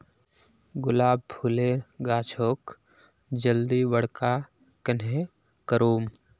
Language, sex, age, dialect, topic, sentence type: Magahi, male, 31-35, Northeastern/Surjapuri, agriculture, question